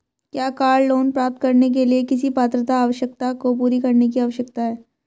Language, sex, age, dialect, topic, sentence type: Hindi, female, 18-24, Marwari Dhudhari, banking, question